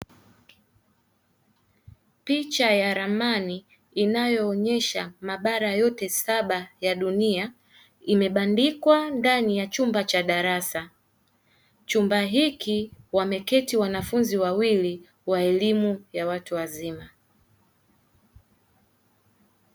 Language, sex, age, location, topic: Swahili, female, 18-24, Dar es Salaam, education